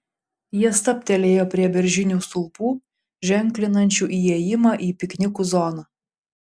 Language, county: Lithuanian, Panevėžys